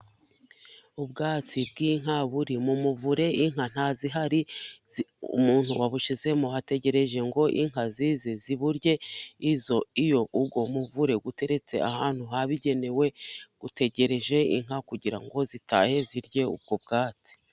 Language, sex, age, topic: Kinyarwanda, female, 36-49, government